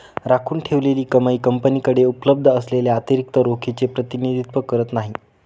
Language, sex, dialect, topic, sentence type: Marathi, male, Northern Konkan, banking, statement